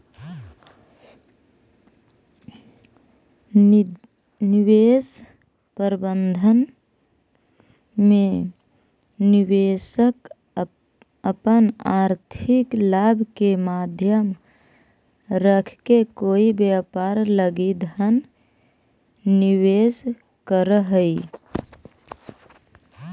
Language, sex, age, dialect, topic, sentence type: Magahi, male, 18-24, Central/Standard, banking, statement